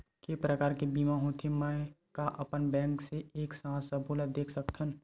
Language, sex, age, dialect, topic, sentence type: Chhattisgarhi, male, 31-35, Western/Budati/Khatahi, banking, question